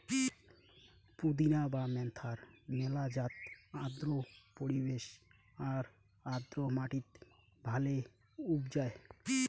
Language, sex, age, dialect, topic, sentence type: Bengali, male, 18-24, Rajbangshi, agriculture, statement